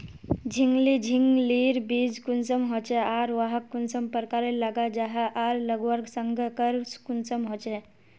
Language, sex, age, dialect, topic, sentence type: Magahi, female, 18-24, Northeastern/Surjapuri, agriculture, question